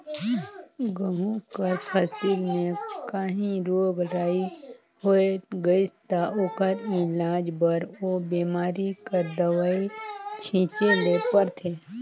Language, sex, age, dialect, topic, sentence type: Chhattisgarhi, female, 25-30, Northern/Bhandar, agriculture, statement